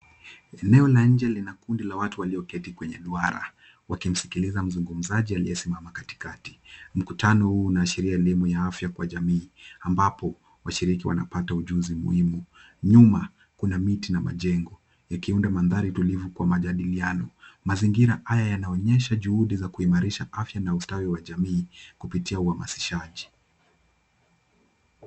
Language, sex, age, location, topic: Swahili, male, 18-24, Kisumu, health